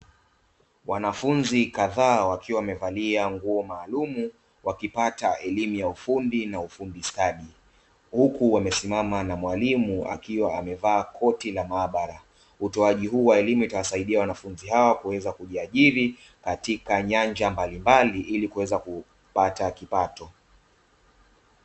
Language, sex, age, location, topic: Swahili, male, 25-35, Dar es Salaam, education